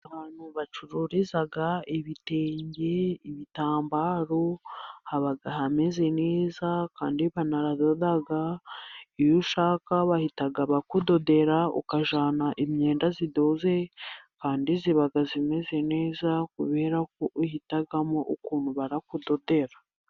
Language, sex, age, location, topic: Kinyarwanda, female, 18-24, Musanze, finance